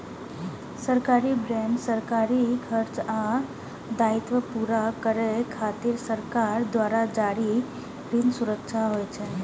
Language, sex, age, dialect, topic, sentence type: Maithili, female, 18-24, Eastern / Thethi, banking, statement